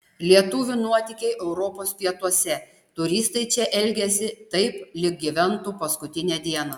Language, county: Lithuanian, Panevėžys